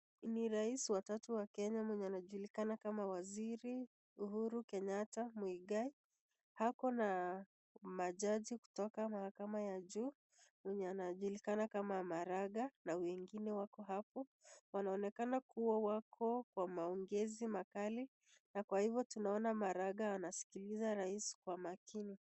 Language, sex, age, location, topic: Swahili, female, 25-35, Nakuru, government